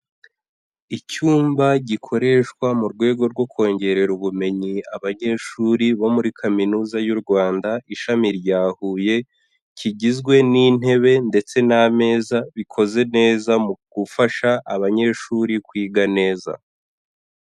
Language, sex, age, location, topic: Kinyarwanda, male, 18-24, Huye, education